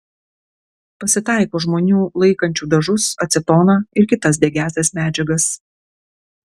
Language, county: Lithuanian, Klaipėda